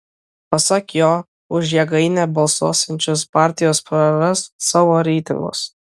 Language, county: Lithuanian, Kaunas